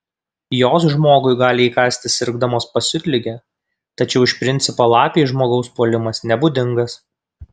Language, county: Lithuanian, Kaunas